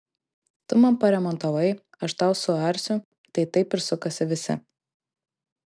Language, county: Lithuanian, Klaipėda